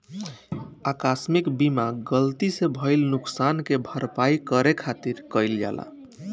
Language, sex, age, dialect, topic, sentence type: Bhojpuri, male, 18-24, Southern / Standard, banking, statement